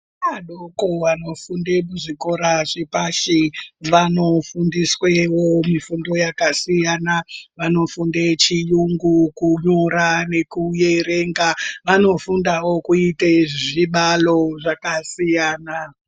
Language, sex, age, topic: Ndau, female, 25-35, education